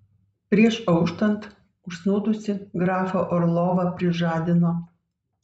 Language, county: Lithuanian, Vilnius